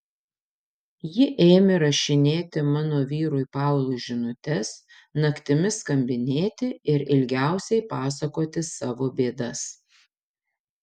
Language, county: Lithuanian, Panevėžys